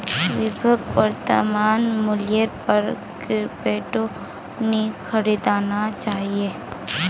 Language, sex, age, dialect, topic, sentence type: Magahi, female, 41-45, Northeastern/Surjapuri, banking, statement